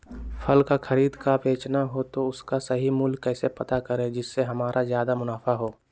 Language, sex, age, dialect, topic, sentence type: Magahi, male, 18-24, Western, agriculture, question